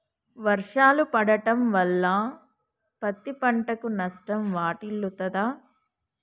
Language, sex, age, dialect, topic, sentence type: Telugu, female, 36-40, Telangana, agriculture, question